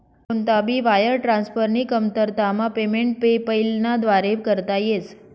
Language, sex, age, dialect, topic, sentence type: Marathi, female, 25-30, Northern Konkan, banking, statement